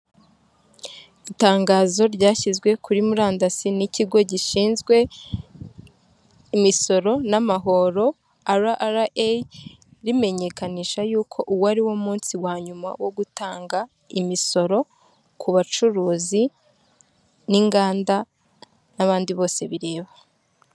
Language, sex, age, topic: Kinyarwanda, female, 18-24, government